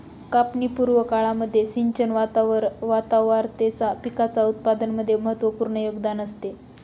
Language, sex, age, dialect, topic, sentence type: Marathi, female, 25-30, Northern Konkan, agriculture, statement